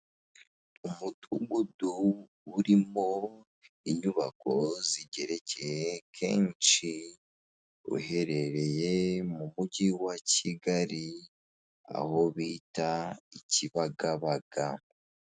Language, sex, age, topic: Kinyarwanda, female, 18-24, government